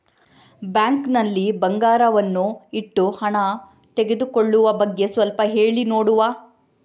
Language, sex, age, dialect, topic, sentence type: Kannada, female, 18-24, Coastal/Dakshin, banking, question